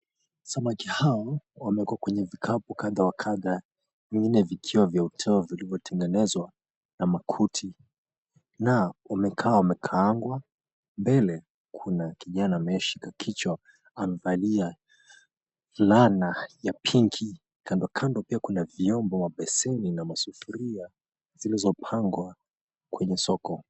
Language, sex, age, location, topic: Swahili, male, 25-35, Mombasa, agriculture